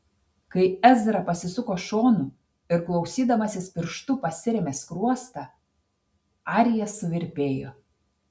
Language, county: Lithuanian, Telšiai